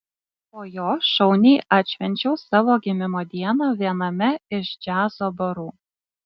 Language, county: Lithuanian, Klaipėda